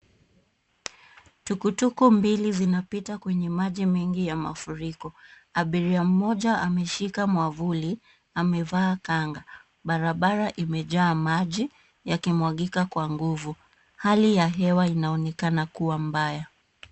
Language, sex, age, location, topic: Swahili, female, 36-49, Kisumu, health